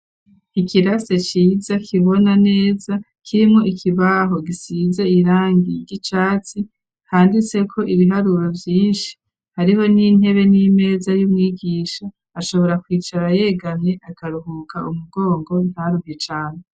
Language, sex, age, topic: Rundi, female, 36-49, education